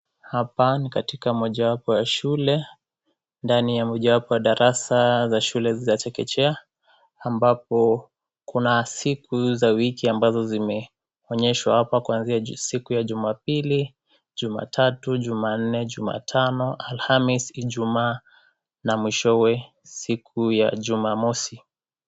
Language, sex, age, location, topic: Swahili, female, 25-35, Kisii, education